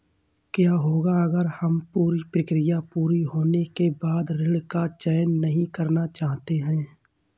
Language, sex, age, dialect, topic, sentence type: Hindi, male, 25-30, Awadhi Bundeli, banking, question